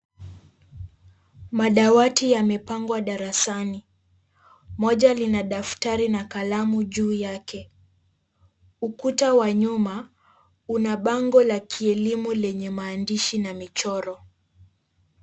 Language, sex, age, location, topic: Swahili, female, 18-24, Kisumu, education